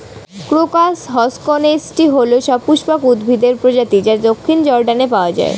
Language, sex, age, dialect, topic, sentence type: Bengali, female, 18-24, Rajbangshi, agriculture, question